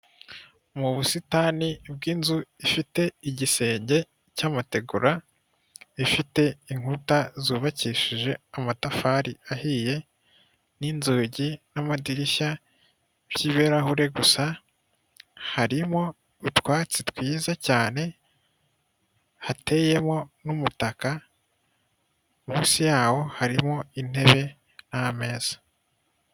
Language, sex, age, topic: Kinyarwanda, male, 18-24, finance